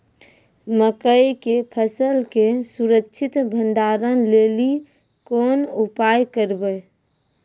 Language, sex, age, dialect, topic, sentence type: Maithili, female, 25-30, Angika, agriculture, question